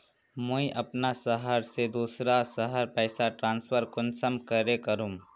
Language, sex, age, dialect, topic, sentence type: Magahi, male, 18-24, Northeastern/Surjapuri, banking, question